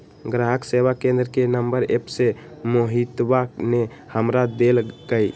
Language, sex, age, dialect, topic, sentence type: Magahi, male, 18-24, Western, banking, statement